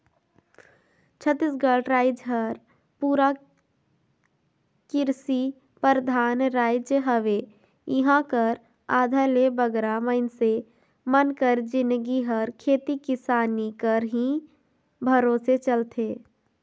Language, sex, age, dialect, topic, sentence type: Chhattisgarhi, female, 25-30, Northern/Bhandar, agriculture, statement